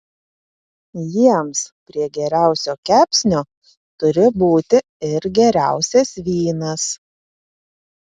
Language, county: Lithuanian, Panevėžys